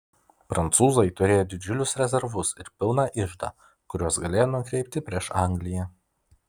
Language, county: Lithuanian, Vilnius